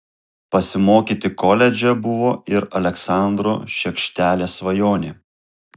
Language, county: Lithuanian, Kaunas